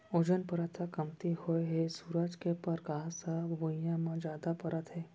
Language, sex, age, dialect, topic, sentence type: Chhattisgarhi, female, 25-30, Central, agriculture, statement